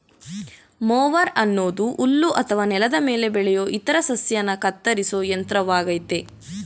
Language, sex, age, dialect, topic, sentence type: Kannada, female, 18-24, Mysore Kannada, agriculture, statement